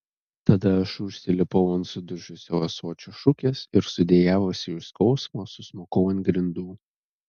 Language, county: Lithuanian, Telšiai